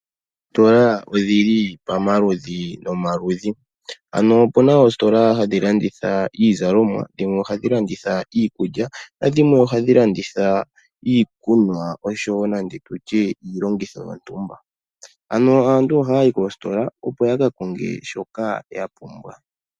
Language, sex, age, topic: Oshiwambo, male, 18-24, finance